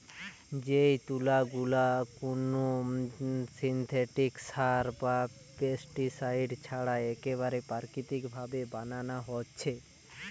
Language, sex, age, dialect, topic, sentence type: Bengali, male, 18-24, Western, agriculture, statement